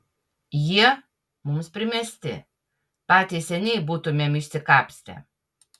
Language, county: Lithuanian, Utena